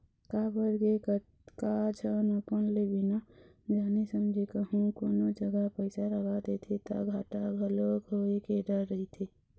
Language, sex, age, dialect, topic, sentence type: Chhattisgarhi, female, 51-55, Eastern, banking, statement